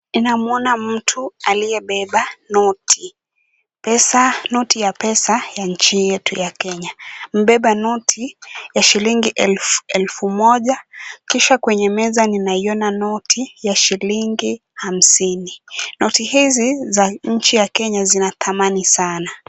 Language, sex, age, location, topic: Swahili, female, 18-24, Kisumu, finance